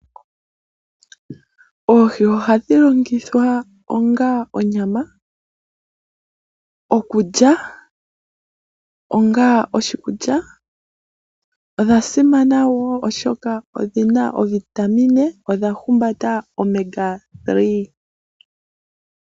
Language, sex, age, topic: Oshiwambo, female, 25-35, agriculture